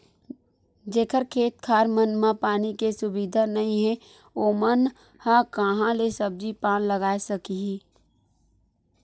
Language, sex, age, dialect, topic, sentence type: Chhattisgarhi, female, 41-45, Western/Budati/Khatahi, agriculture, statement